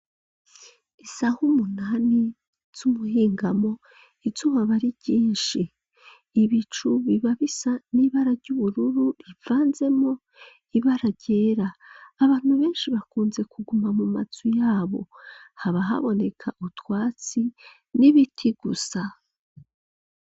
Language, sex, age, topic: Rundi, female, 25-35, education